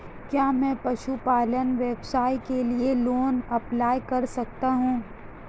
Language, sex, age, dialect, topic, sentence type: Hindi, female, 18-24, Marwari Dhudhari, banking, question